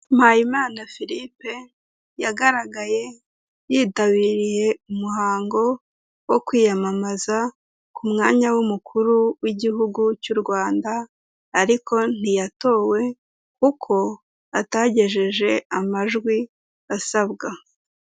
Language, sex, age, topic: Kinyarwanda, female, 18-24, government